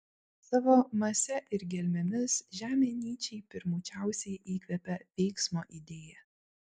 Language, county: Lithuanian, Vilnius